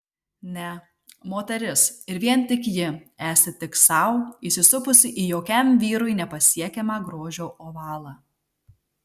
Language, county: Lithuanian, Marijampolė